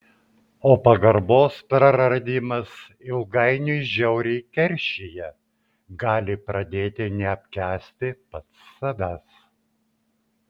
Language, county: Lithuanian, Vilnius